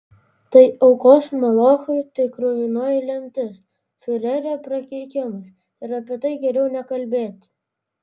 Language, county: Lithuanian, Vilnius